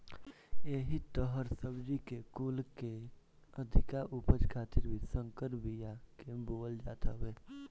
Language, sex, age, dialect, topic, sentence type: Bhojpuri, male, 18-24, Northern, agriculture, statement